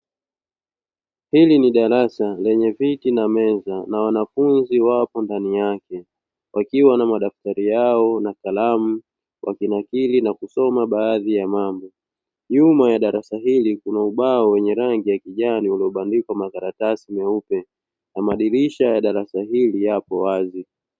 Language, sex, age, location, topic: Swahili, male, 25-35, Dar es Salaam, education